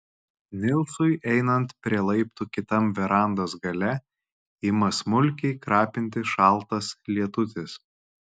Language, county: Lithuanian, Kaunas